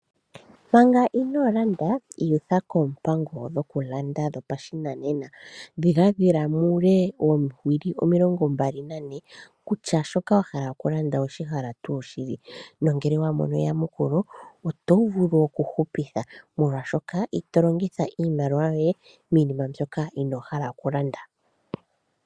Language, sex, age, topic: Oshiwambo, female, 25-35, finance